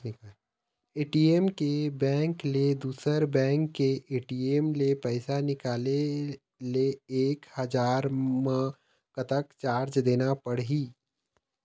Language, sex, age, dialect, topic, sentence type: Chhattisgarhi, male, 31-35, Eastern, banking, question